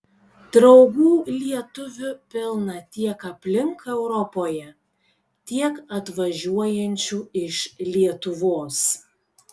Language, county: Lithuanian, Kaunas